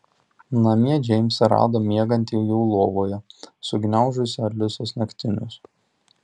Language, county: Lithuanian, Tauragė